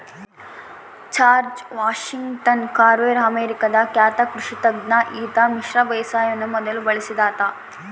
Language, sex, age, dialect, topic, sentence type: Kannada, female, 18-24, Central, agriculture, statement